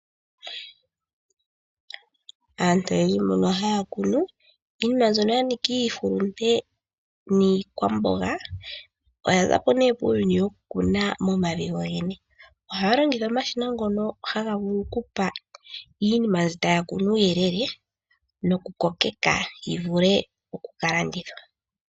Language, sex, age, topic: Oshiwambo, female, 18-24, agriculture